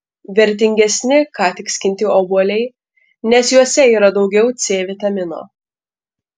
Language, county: Lithuanian, Panevėžys